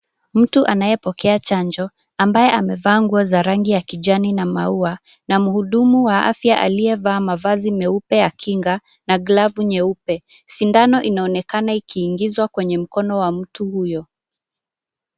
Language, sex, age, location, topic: Swahili, female, 25-35, Nairobi, health